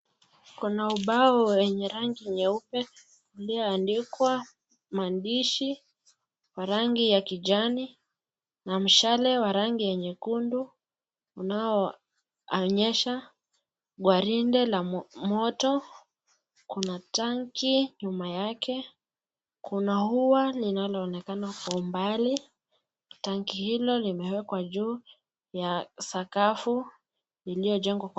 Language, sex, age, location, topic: Swahili, female, 18-24, Nakuru, education